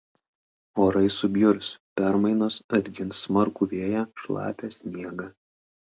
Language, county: Lithuanian, Klaipėda